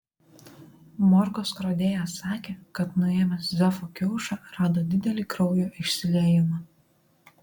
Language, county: Lithuanian, Marijampolė